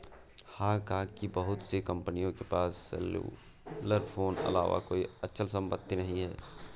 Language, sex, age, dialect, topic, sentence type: Hindi, male, 18-24, Awadhi Bundeli, banking, statement